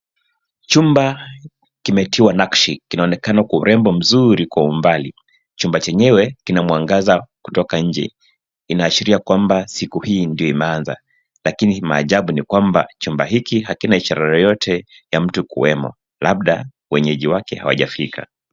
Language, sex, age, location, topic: Swahili, male, 25-35, Nairobi, education